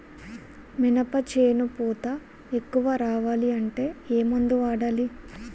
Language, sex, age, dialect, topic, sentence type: Telugu, female, 41-45, Utterandhra, agriculture, question